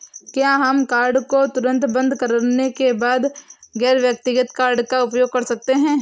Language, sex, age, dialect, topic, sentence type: Hindi, female, 18-24, Awadhi Bundeli, banking, question